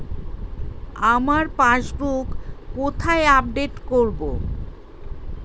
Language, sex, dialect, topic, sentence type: Bengali, female, Standard Colloquial, banking, question